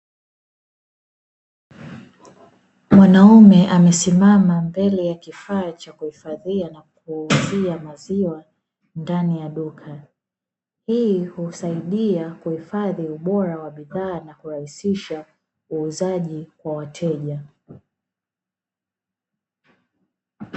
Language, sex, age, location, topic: Swahili, female, 18-24, Dar es Salaam, finance